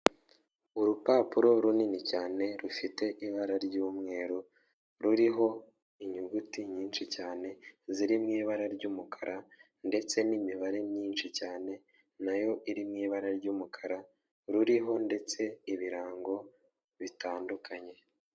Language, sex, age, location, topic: Kinyarwanda, male, 18-24, Kigali, finance